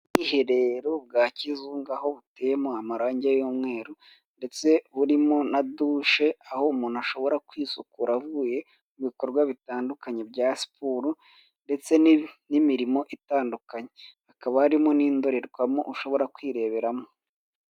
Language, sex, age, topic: Kinyarwanda, male, 18-24, finance